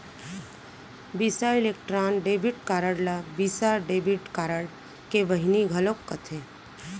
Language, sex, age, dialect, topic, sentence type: Chhattisgarhi, female, 41-45, Central, banking, statement